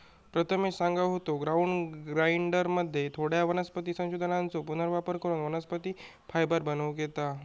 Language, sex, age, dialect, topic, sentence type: Marathi, male, 18-24, Southern Konkan, agriculture, statement